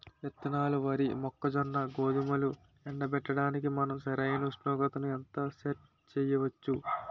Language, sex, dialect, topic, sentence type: Telugu, male, Utterandhra, agriculture, question